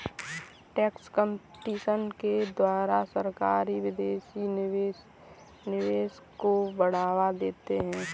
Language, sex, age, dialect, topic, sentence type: Hindi, female, 18-24, Kanauji Braj Bhasha, banking, statement